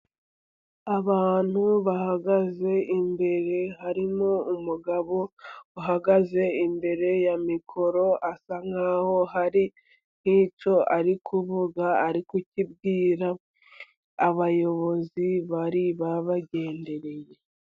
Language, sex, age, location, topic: Kinyarwanda, female, 50+, Musanze, government